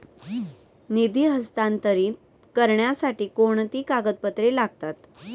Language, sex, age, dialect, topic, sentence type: Marathi, female, 31-35, Standard Marathi, banking, question